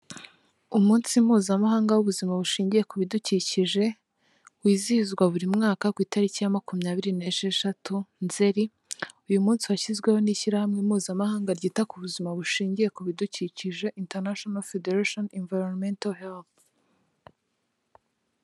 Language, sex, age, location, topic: Kinyarwanda, female, 18-24, Kigali, health